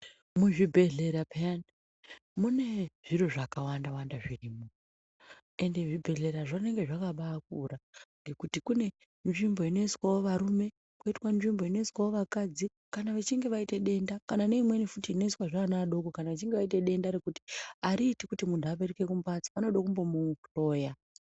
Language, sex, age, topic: Ndau, female, 25-35, health